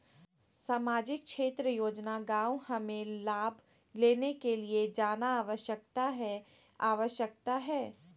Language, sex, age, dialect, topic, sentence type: Magahi, female, 18-24, Southern, banking, question